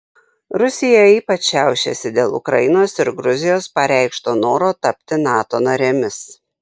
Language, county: Lithuanian, Šiauliai